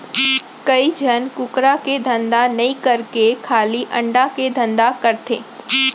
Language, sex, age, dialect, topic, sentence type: Chhattisgarhi, female, 25-30, Central, agriculture, statement